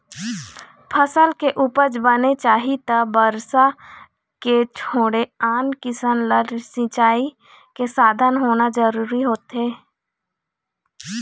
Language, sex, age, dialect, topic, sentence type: Chhattisgarhi, female, 25-30, Eastern, agriculture, statement